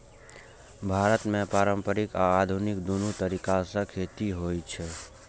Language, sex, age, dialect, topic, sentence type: Maithili, male, 18-24, Eastern / Thethi, agriculture, statement